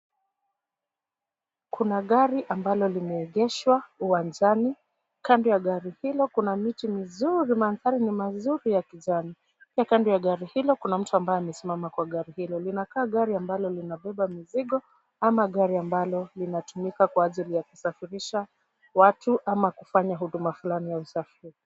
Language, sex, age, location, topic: Swahili, female, 36-49, Kisumu, finance